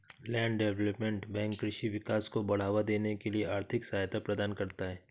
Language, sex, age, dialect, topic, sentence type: Hindi, male, 36-40, Awadhi Bundeli, banking, statement